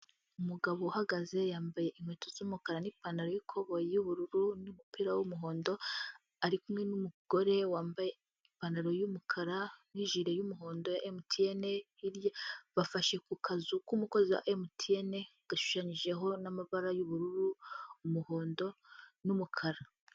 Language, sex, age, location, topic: Kinyarwanda, female, 25-35, Huye, finance